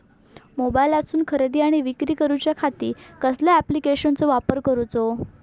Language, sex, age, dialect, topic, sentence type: Marathi, female, 18-24, Southern Konkan, agriculture, question